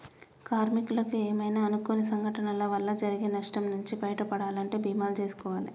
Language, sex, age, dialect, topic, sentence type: Telugu, male, 25-30, Telangana, banking, statement